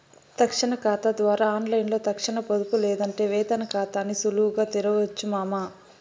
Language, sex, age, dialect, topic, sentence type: Telugu, male, 18-24, Southern, banking, statement